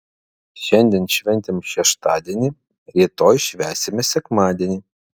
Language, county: Lithuanian, Vilnius